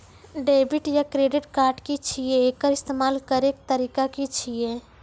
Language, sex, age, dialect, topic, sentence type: Maithili, female, 25-30, Angika, banking, question